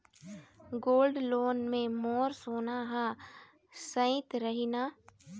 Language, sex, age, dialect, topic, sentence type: Chhattisgarhi, female, 18-24, Eastern, banking, question